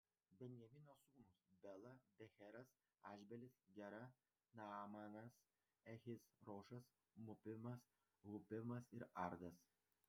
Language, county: Lithuanian, Vilnius